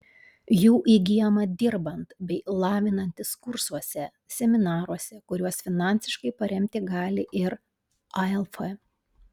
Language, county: Lithuanian, Panevėžys